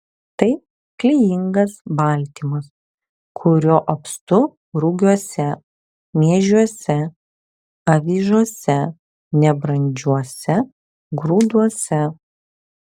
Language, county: Lithuanian, Vilnius